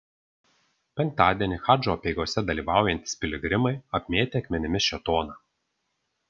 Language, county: Lithuanian, Vilnius